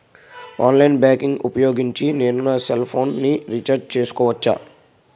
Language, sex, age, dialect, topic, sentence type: Telugu, male, 51-55, Utterandhra, banking, question